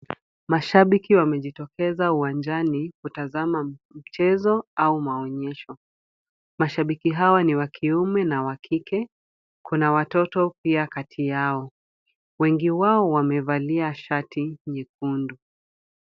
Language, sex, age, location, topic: Swahili, female, 25-35, Kisumu, government